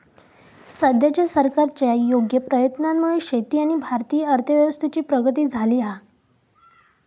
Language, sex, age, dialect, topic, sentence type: Marathi, female, 18-24, Southern Konkan, agriculture, statement